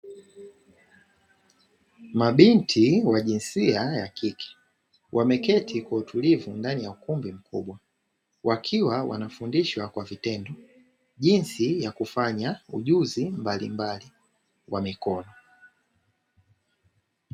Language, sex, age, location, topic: Swahili, male, 25-35, Dar es Salaam, education